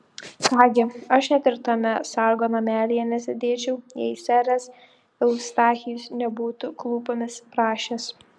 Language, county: Lithuanian, Šiauliai